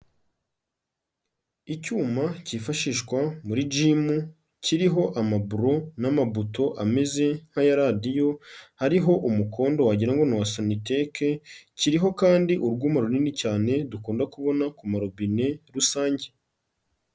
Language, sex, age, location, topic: Kinyarwanda, male, 36-49, Kigali, health